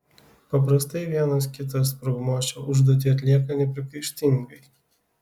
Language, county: Lithuanian, Kaunas